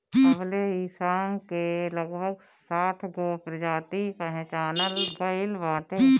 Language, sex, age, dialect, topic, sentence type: Bhojpuri, female, 18-24, Northern, agriculture, statement